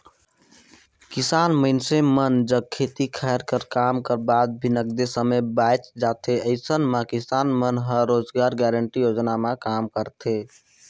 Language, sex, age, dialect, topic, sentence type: Chhattisgarhi, male, 18-24, Northern/Bhandar, agriculture, statement